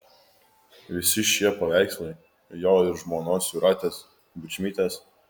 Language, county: Lithuanian, Kaunas